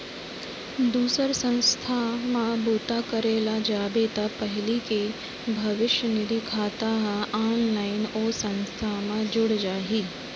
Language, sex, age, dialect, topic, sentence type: Chhattisgarhi, female, 36-40, Central, banking, statement